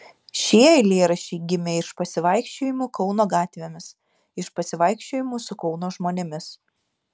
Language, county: Lithuanian, Šiauliai